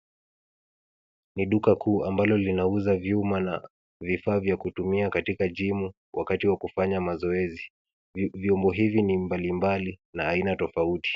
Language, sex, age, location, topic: Swahili, male, 18-24, Nairobi, finance